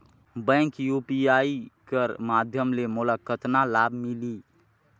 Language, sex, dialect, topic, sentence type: Chhattisgarhi, male, Northern/Bhandar, banking, question